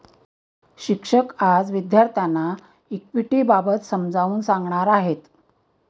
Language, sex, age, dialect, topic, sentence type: Marathi, female, 60-100, Standard Marathi, banking, statement